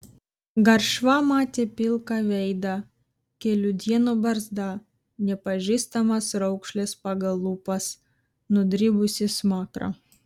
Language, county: Lithuanian, Vilnius